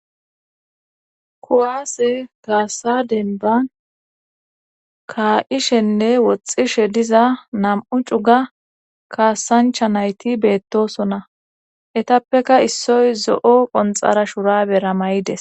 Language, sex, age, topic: Gamo, female, 18-24, government